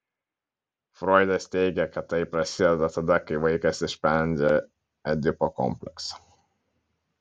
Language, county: Lithuanian, Kaunas